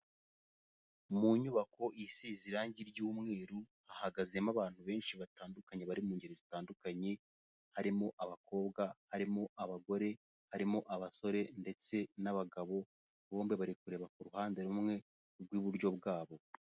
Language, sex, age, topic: Kinyarwanda, male, 18-24, government